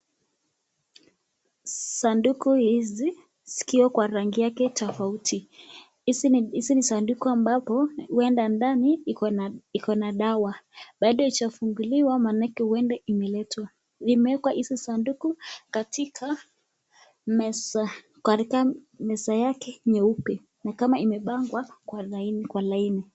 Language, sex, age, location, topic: Swahili, female, 25-35, Nakuru, health